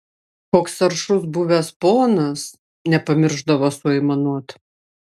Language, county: Lithuanian, Klaipėda